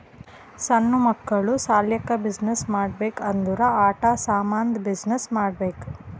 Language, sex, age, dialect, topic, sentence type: Kannada, female, 18-24, Northeastern, banking, statement